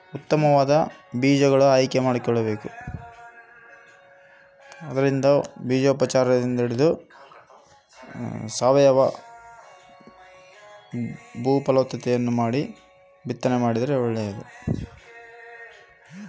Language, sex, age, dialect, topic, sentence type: Kannada, male, 36-40, Central, agriculture, question